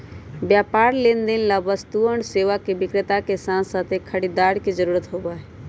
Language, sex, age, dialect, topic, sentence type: Magahi, male, 18-24, Western, banking, statement